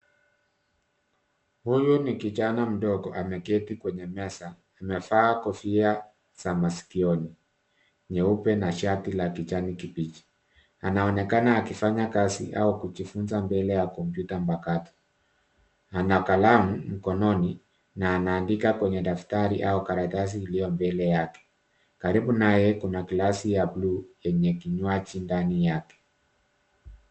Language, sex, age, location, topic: Swahili, male, 50+, Nairobi, education